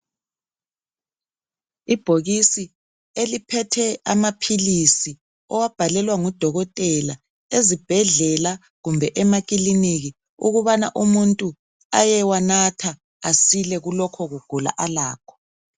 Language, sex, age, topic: North Ndebele, male, 50+, health